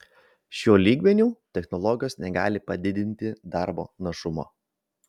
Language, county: Lithuanian, Vilnius